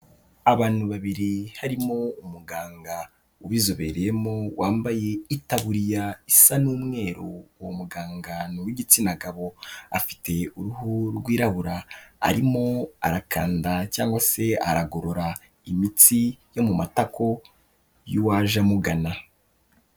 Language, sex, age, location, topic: Kinyarwanda, male, 18-24, Kigali, health